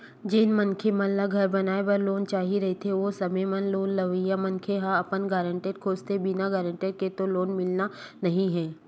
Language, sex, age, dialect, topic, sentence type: Chhattisgarhi, female, 31-35, Western/Budati/Khatahi, banking, statement